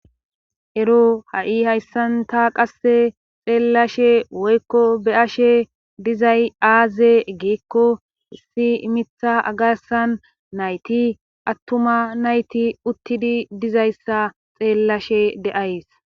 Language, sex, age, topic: Gamo, female, 25-35, government